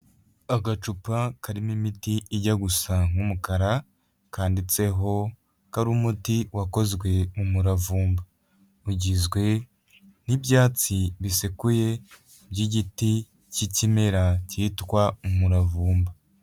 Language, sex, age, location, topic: Kinyarwanda, male, 18-24, Huye, health